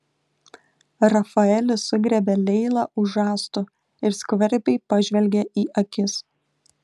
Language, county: Lithuanian, Klaipėda